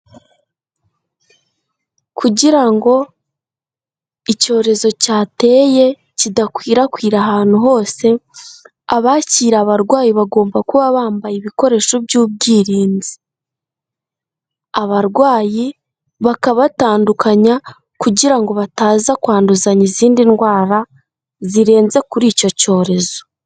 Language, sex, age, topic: Kinyarwanda, female, 18-24, health